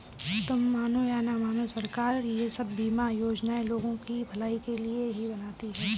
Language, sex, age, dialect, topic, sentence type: Hindi, female, 25-30, Kanauji Braj Bhasha, banking, statement